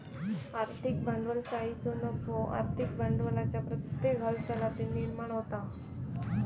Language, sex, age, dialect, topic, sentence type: Marathi, female, 18-24, Southern Konkan, banking, statement